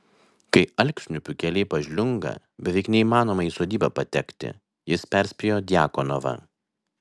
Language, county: Lithuanian, Vilnius